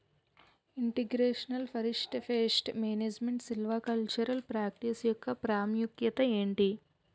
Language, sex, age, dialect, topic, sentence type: Telugu, female, 18-24, Utterandhra, agriculture, question